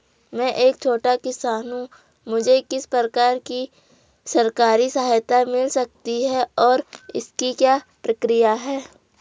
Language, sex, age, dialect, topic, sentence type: Hindi, female, 25-30, Garhwali, agriculture, question